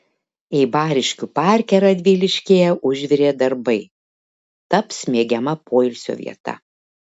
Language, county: Lithuanian, Šiauliai